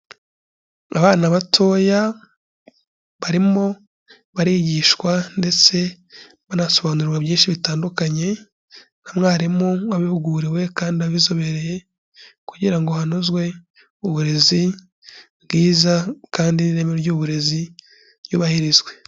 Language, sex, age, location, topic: Kinyarwanda, male, 25-35, Kigali, education